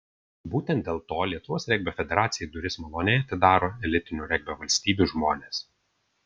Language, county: Lithuanian, Vilnius